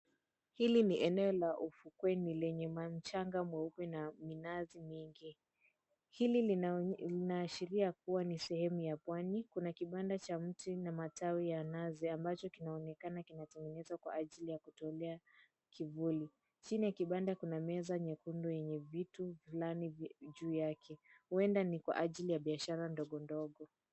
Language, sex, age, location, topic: Swahili, female, 18-24, Mombasa, government